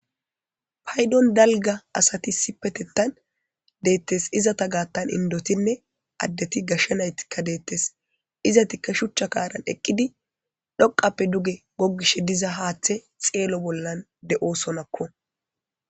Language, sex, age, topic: Gamo, female, 18-24, government